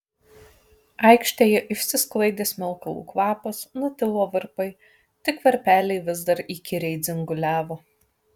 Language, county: Lithuanian, Kaunas